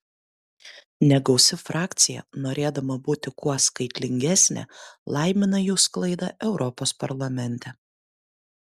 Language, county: Lithuanian, Kaunas